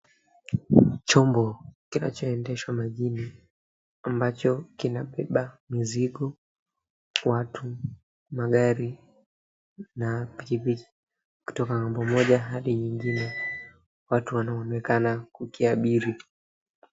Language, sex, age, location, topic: Swahili, male, 18-24, Mombasa, government